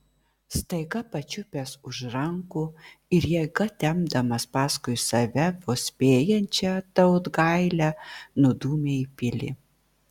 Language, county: Lithuanian, Vilnius